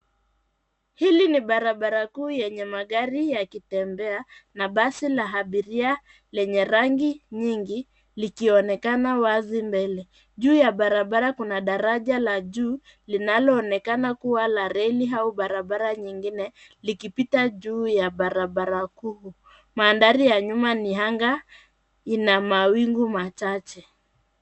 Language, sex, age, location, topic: Swahili, female, 25-35, Nairobi, government